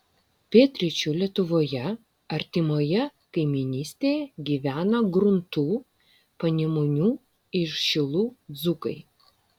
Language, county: Lithuanian, Vilnius